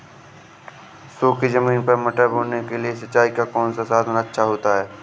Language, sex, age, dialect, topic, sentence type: Hindi, male, 18-24, Awadhi Bundeli, agriculture, question